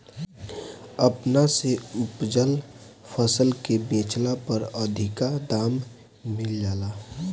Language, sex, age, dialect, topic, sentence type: Bhojpuri, male, 18-24, Southern / Standard, agriculture, statement